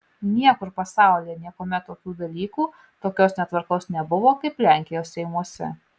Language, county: Lithuanian, Marijampolė